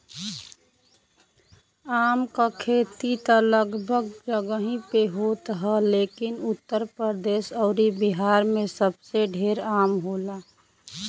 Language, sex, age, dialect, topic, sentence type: Bhojpuri, female, 25-30, Western, agriculture, statement